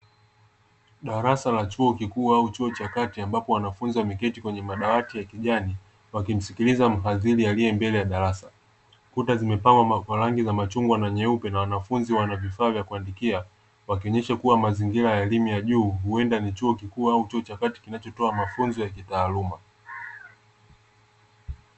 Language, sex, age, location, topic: Swahili, male, 25-35, Dar es Salaam, education